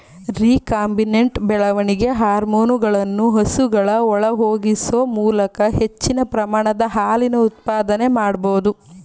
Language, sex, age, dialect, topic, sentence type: Kannada, female, 25-30, Mysore Kannada, agriculture, statement